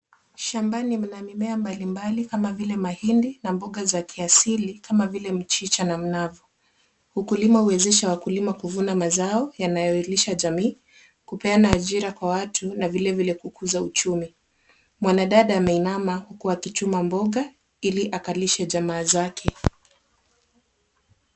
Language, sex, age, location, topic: Swahili, female, 18-24, Kisumu, agriculture